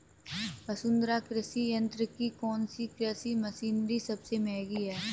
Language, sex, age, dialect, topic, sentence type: Hindi, female, 18-24, Kanauji Braj Bhasha, agriculture, statement